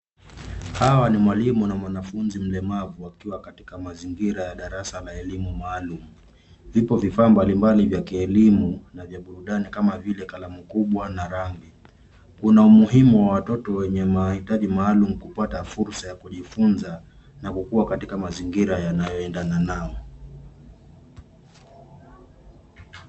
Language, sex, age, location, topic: Swahili, male, 25-35, Nairobi, education